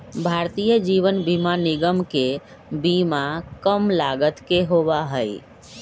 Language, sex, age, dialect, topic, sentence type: Magahi, male, 41-45, Western, banking, statement